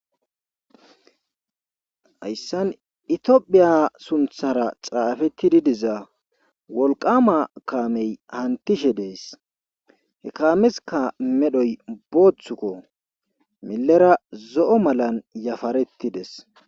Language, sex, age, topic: Gamo, male, 25-35, government